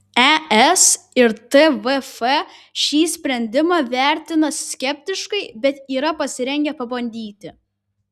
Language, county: Lithuanian, Vilnius